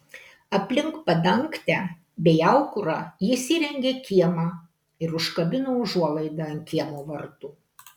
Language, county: Lithuanian, Kaunas